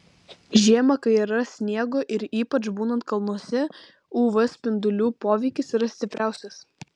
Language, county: Lithuanian, Vilnius